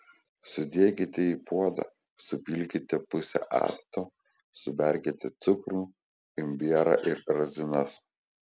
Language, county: Lithuanian, Kaunas